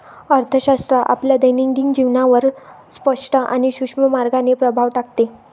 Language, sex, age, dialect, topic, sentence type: Marathi, female, 25-30, Varhadi, banking, statement